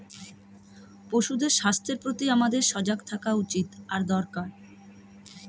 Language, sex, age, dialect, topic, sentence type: Bengali, female, 31-35, Northern/Varendri, agriculture, statement